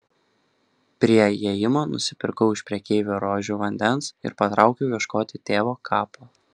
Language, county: Lithuanian, Kaunas